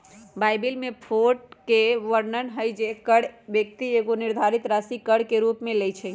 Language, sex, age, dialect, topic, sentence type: Magahi, female, 31-35, Western, banking, statement